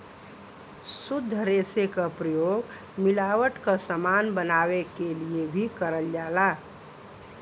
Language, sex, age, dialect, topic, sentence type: Bhojpuri, female, 41-45, Western, agriculture, statement